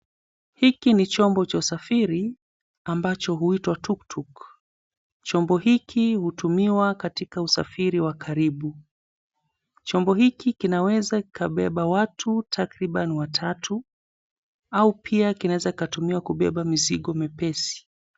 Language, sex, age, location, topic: Swahili, male, 25-35, Mombasa, government